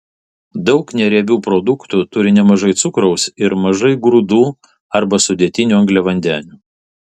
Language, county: Lithuanian, Vilnius